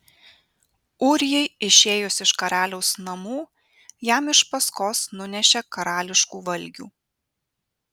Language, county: Lithuanian, Vilnius